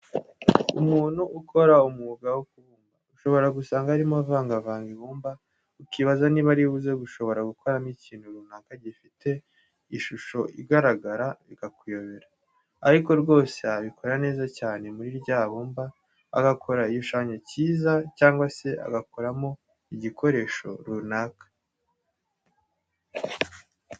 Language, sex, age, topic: Kinyarwanda, male, 18-24, education